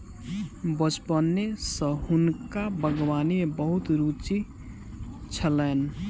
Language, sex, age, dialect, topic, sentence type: Maithili, male, 18-24, Southern/Standard, agriculture, statement